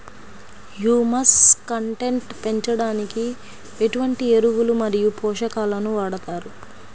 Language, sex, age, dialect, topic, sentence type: Telugu, female, 25-30, Central/Coastal, agriculture, question